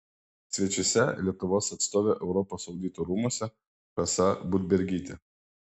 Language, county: Lithuanian, Vilnius